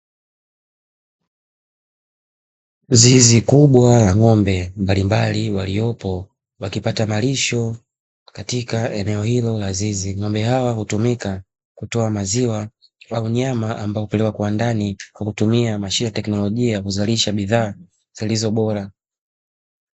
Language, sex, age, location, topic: Swahili, male, 25-35, Dar es Salaam, agriculture